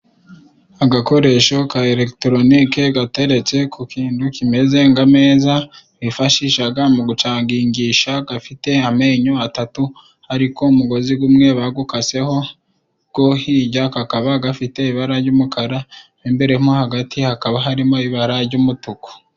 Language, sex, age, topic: Kinyarwanda, male, 25-35, government